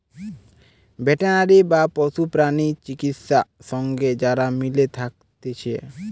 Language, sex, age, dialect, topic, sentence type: Bengali, male, 18-24, Western, agriculture, statement